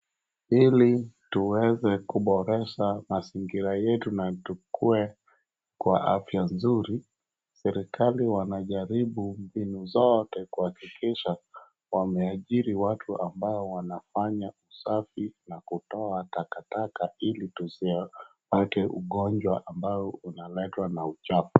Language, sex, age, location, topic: Swahili, male, 36-49, Wajir, health